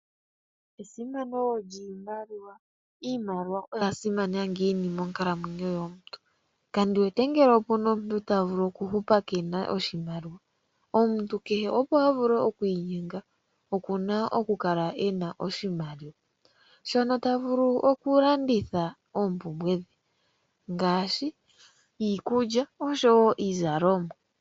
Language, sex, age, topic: Oshiwambo, female, 25-35, finance